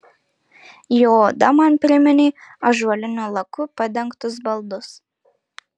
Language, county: Lithuanian, Marijampolė